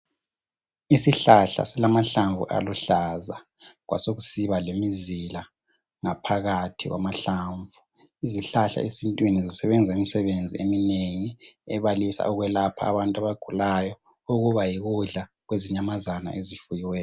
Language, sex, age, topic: North Ndebele, male, 18-24, health